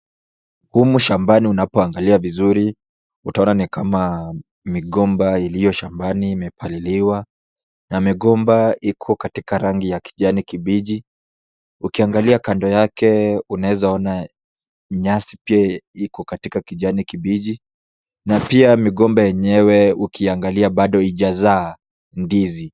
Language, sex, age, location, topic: Swahili, male, 18-24, Kisumu, agriculture